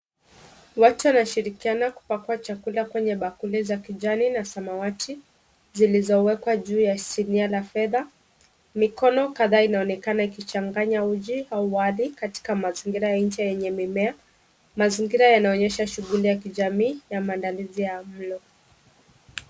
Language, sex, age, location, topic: Swahili, female, 25-35, Kisumu, agriculture